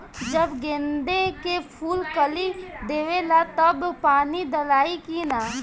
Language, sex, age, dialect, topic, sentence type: Bhojpuri, female, 18-24, Northern, agriculture, question